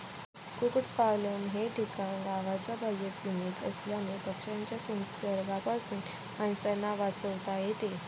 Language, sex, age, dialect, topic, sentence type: Marathi, female, 18-24, Standard Marathi, agriculture, statement